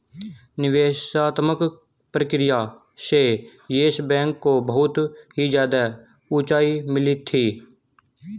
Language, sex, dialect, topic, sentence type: Hindi, male, Hindustani Malvi Khadi Boli, banking, statement